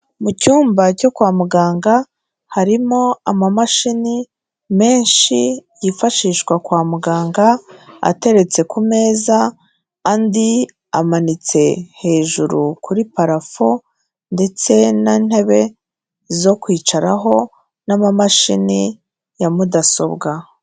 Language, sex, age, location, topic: Kinyarwanda, female, 36-49, Kigali, health